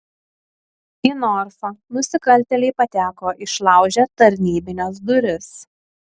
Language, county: Lithuanian, Kaunas